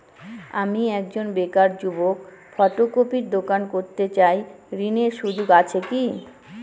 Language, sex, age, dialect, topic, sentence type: Bengali, female, 18-24, Northern/Varendri, banking, question